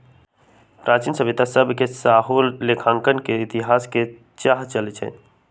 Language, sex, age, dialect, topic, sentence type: Magahi, male, 18-24, Western, banking, statement